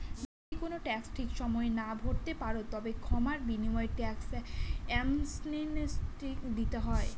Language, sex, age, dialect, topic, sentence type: Bengali, female, 18-24, Northern/Varendri, banking, statement